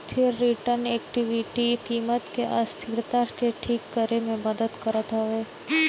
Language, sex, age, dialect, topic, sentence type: Bhojpuri, female, 18-24, Northern, banking, statement